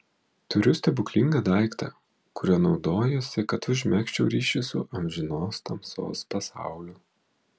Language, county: Lithuanian, Vilnius